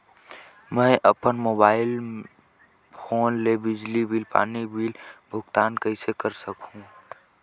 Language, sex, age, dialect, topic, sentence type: Chhattisgarhi, male, 18-24, Northern/Bhandar, banking, question